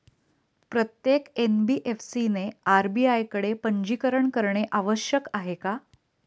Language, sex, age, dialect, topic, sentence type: Marathi, female, 36-40, Standard Marathi, banking, question